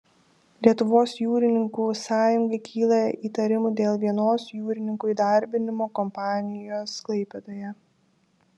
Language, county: Lithuanian, Šiauliai